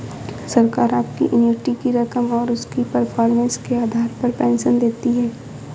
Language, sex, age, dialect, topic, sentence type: Hindi, female, 25-30, Awadhi Bundeli, banking, statement